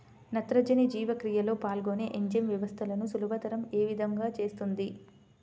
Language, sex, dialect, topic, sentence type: Telugu, female, Central/Coastal, agriculture, question